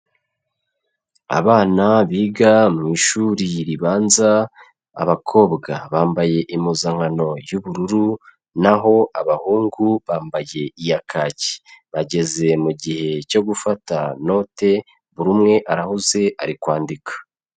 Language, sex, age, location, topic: Kinyarwanda, male, 25-35, Kigali, education